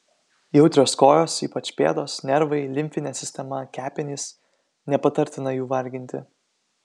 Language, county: Lithuanian, Kaunas